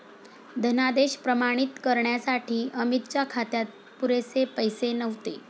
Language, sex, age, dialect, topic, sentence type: Marathi, female, 46-50, Standard Marathi, banking, statement